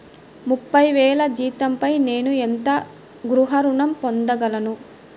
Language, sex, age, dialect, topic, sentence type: Telugu, male, 60-100, Central/Coastal, banking, question